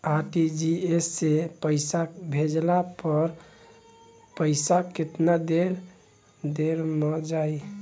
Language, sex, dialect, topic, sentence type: Bhojpuri, male, Southern / Standard, banking, question